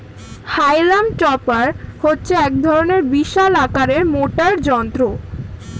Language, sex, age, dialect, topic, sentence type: Bengali, female, <18, Standard Colloquial, agriculture, statement